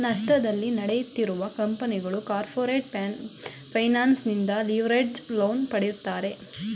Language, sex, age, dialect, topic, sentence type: Kannada, female, 18-24, Mysore Kannada, banking, statement